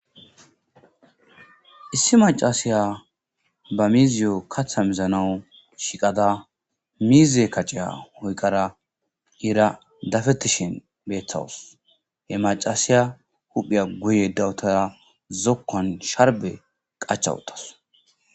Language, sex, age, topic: Gamo, female, 18-24, agriculture